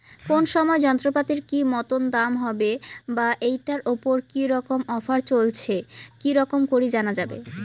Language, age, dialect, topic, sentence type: Bengali, 25-30, Rajbangshi, agriculture, question